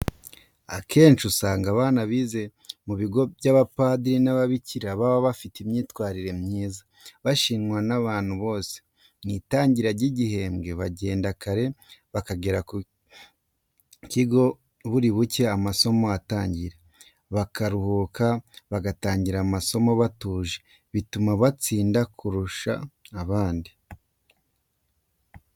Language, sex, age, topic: Kinyarwanda, male, 25-35, education